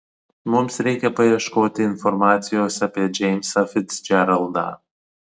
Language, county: Lithuanian, Vilnius